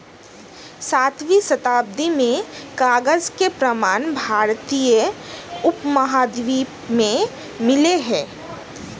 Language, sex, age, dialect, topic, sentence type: Hindi, female, 31-35, Hindustani Malvi Khadi Boli, agriculture, statement